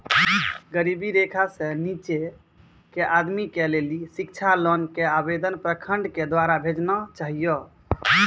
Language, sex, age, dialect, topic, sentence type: Maithili, male, 18-24, Angika, banking, question